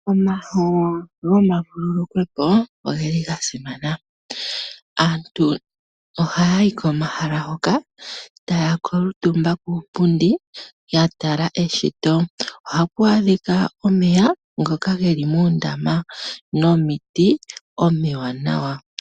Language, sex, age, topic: Oshiwambo, male, 18-24, agriculture